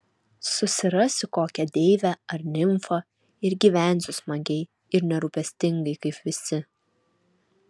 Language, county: Lithuanian, Alytus